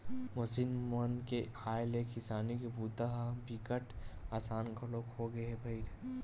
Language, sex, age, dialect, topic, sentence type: Chhattisgarhi, male, 18-24, Western/Budati/Khatahi, agriculture, statement